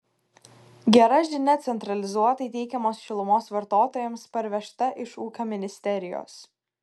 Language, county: Lithuanian, Kaunas